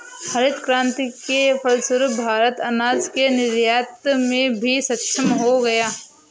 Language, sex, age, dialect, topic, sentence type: Hindi, female, 46-50, Awadhi Bundeli, agriculture, statement